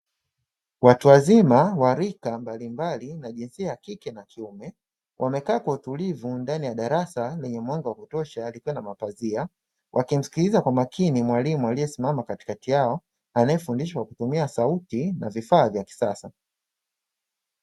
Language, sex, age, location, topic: Swahili, male, 25-35, Dar es Salaam, education